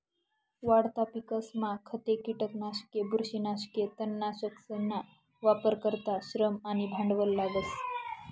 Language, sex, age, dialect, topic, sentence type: Marathi, female, 25-30, Northern Konkan, agriculture, statement